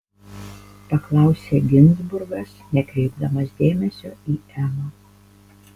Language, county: Lithuanian, Panevėžys